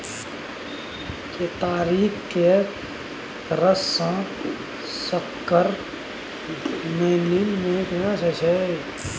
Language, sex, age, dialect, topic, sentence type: Maithili, male, 18-24, Bajjika, agriculture, statement